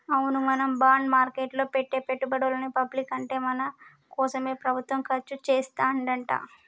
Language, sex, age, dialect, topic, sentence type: Telugu, male, 18-24, Telangana, banking, statement